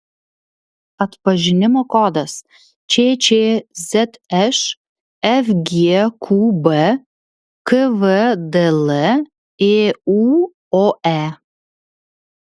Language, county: Lithuanian, Vilnius